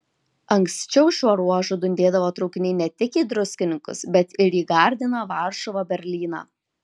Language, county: Lithuanian, Kaunas